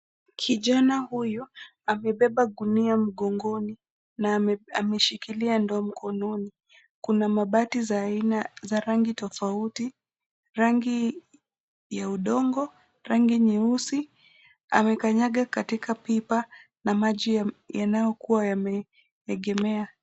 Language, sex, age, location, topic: Swahili, female, 25-35, Nairobi, government